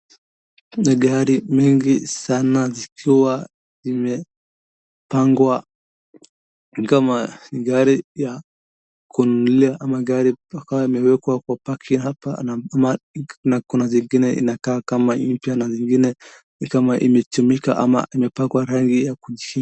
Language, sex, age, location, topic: Swahili, male, 18-24, Wajir, finance